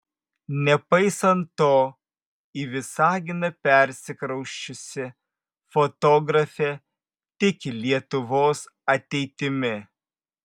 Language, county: Lithuanian, Vilnius